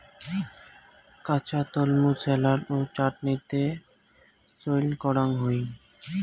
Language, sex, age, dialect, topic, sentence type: Bengali, male, 18-24, Rajbangshi, agriculture, statement